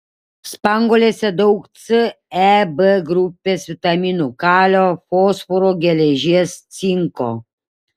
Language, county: Lithuanian, Šiauliai